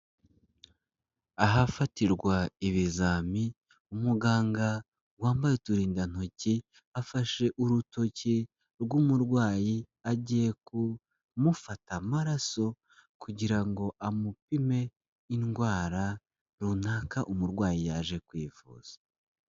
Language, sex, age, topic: Kinyarwanda, male, 25-35, health